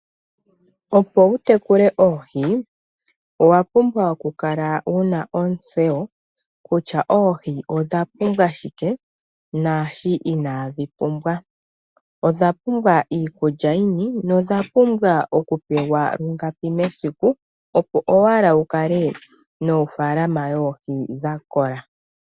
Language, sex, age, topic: Oshiwambo, male, 25-35, agriculture